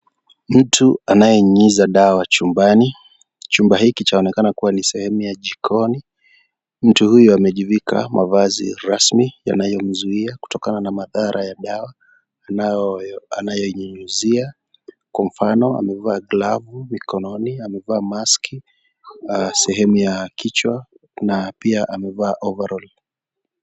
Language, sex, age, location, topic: Swahili, male, 25-35, Kisii, health